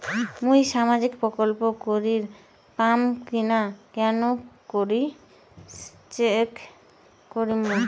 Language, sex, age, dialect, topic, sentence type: Bengali, female, 25-30, Rajbangshi, banking, question